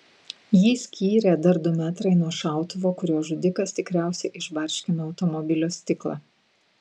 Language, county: Lithuanian, Vilnius